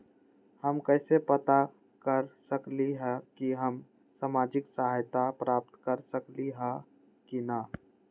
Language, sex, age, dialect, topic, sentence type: Magahi, male, 18-24, Western, banking, question